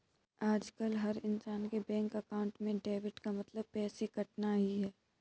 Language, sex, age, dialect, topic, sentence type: Hindi, male, 18-24, Kanauji Braj Bhasha, banking, statement